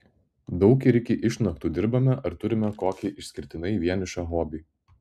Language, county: Lithuanian, Vilnius